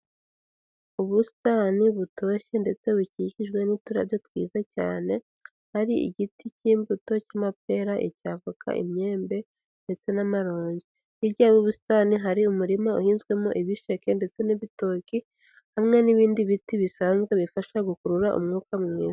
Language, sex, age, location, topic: Kinyarwanda, female, 18-24, Huye, agriculture